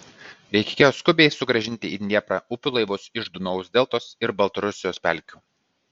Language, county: Lithuanian, Vilnius